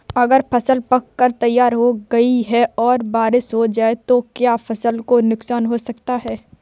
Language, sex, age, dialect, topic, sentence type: Hindi, female, 31-35, Kanauji Braj Bhasha, agriculture, question